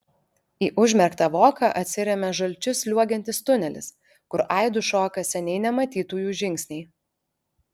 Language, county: Lithuanian, Alytus